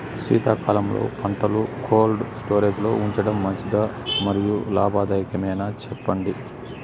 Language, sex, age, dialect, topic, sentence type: Telugu, male, 36-40, Southern, agriculture, question